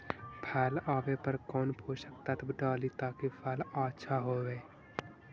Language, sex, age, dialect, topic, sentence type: Magahi, male, 56-60, Central/Standard, agriculture, question